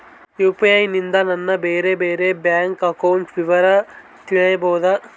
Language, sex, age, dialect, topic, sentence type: Kannada, male, 18-24, Central, banking, question